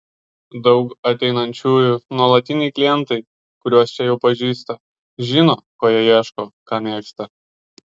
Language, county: Lithuanian, Kaunas